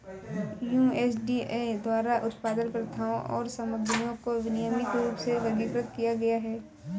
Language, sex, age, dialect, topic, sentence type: Hindi, female, 18-24, Awadhi Bundeli, agriculture, statement